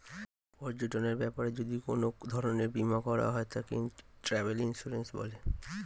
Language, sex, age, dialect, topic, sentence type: Bengali, male, 25-30, Standard Colloquial, banking, statement